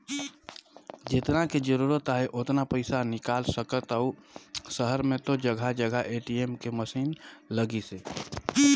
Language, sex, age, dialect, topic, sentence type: Chhattisgarhi, male, 31-35, Northern/Bhandar, banking, statement